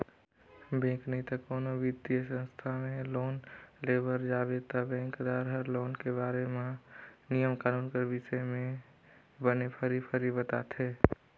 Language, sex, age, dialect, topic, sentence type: Chhattisgarhi, male, 18-24, Northern/Bhandar, banking, statement